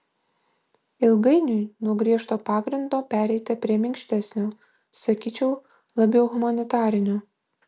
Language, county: Lithuanian, Vilnius